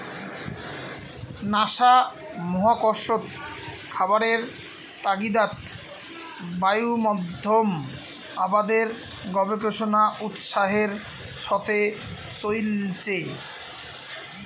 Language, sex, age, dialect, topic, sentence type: Bengali, male, 25-30, Rajbangshi, agriculture, statement